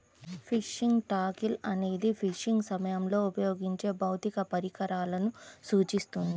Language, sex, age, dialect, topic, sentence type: Telugu, female, 31-35, Central/Coastal, agriculture, statement